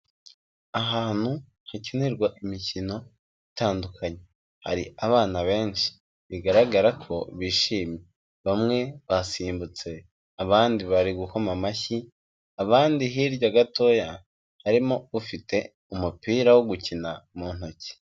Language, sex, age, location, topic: Kinyarwanda, female, 25-35, Kigali, health